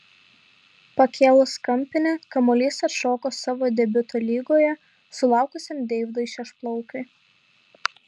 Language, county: Lithuanian, Šiauliai